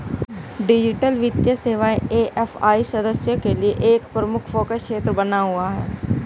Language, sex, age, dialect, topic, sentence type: Hindi, female, 25-30, Hindustani Malvi Khadi Boli, banking, statement